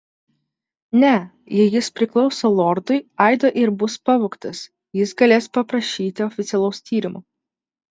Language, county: Lithuanian, Vilnius